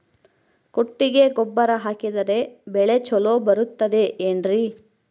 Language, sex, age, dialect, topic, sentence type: Kannada, female, 25-30, Central, agriculture, question